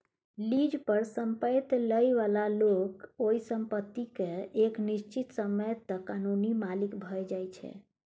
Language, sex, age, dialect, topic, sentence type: Maithili, female, 36-40, Bajjika, banking, statement